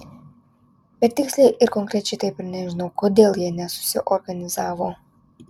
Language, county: Lithuanian, Alytus